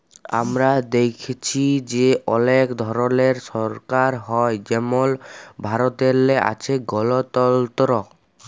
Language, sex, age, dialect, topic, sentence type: Bengali, male, 18-24, Jharkhandi, banking, statement